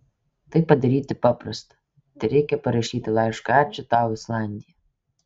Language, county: Lithuanian, Kaunas